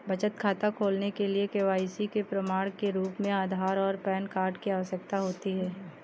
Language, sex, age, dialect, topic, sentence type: Hindi, female, 18-24, Awadhi Bundeli, banking, statement